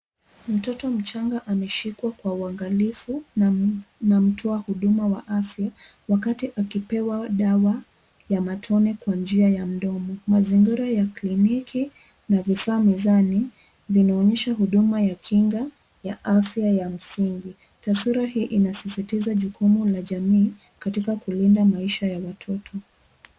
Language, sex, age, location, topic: Swahili, female, 25-35, Nairobi, health